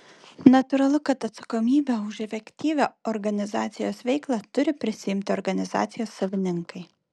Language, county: Lithuanian, Vilnius